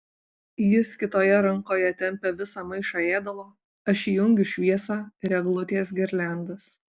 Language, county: Lithuanian, Alytus